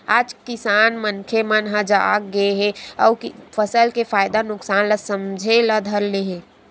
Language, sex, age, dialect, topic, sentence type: Chhattisgarhi, female, 60-100, Western/Budati/Khatahi, agriculture, statement